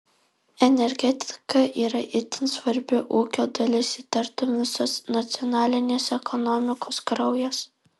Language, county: Lithuanian, Alytus